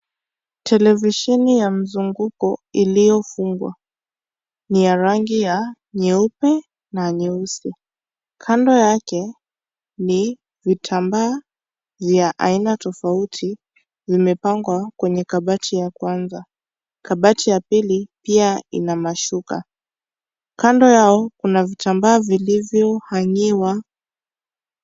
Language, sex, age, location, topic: Swahili, female, 18-24, Kisii, finance